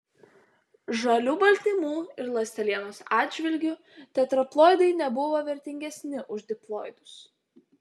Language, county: Lithuanian, Utena